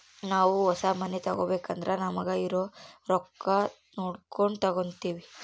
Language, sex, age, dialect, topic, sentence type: Kannada, female, 18-24, Central, banking, statement